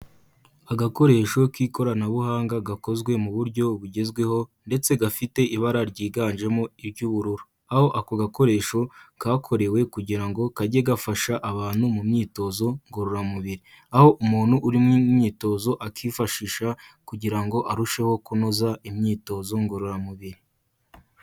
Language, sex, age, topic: Kinyarwanda, male, 18-24, health